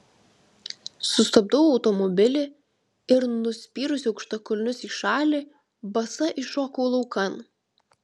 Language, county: Lithuanian, Vilnius